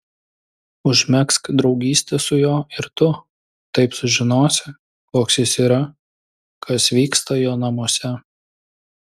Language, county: Lithuanian, Klaipėda